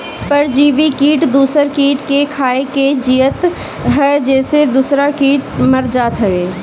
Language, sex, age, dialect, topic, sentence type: Bhojpuri, female, 31-35, Northern, agriculture, statement